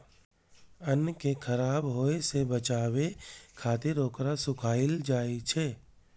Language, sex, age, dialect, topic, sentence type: Maithili, male, 31-35, Eastern / Thethi, agriculture, statement